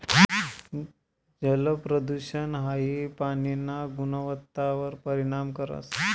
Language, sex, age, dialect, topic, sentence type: Marathi, male, 25-30, Northern Konkan, agriculture, statement